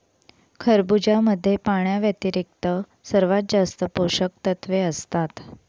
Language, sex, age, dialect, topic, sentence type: Marathi, female, 31-35, Northern Konkan, agriculture, statement